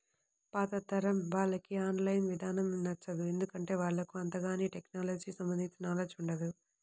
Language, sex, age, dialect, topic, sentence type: Telugu, male, 18-24, Central/Coastal, agriculture, statement